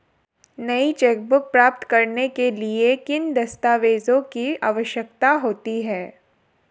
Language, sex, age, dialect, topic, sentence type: Hindi, female, 18-24, Marwari Dhudhari, banking, question